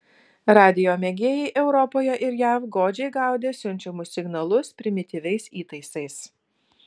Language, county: Lithuanian, Vilnius